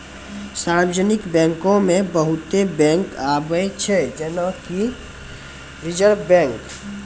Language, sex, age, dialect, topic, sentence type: Maithili, male, 18-24, Angika, banking, statement